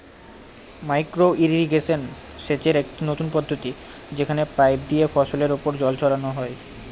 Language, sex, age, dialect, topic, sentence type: Bengali, male, 18-24, Northern/Varendri, agriculture, statement